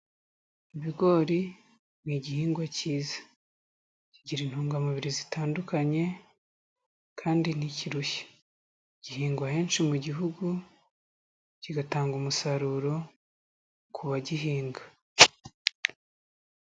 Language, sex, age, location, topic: Kinyarwanda, female, 36-49, Kigali, agriculture